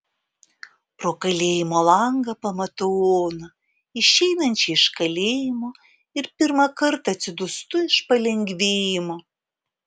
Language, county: Lithuanian, Vilnius